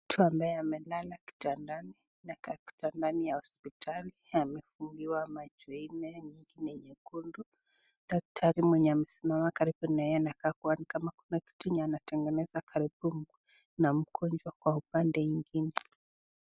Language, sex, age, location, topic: Swahili, female, 18-24, Nakuru, health